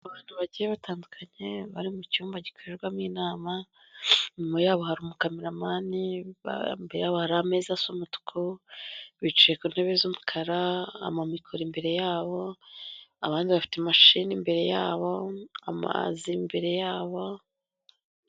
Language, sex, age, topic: Kinyarwanda, female, 25-35, government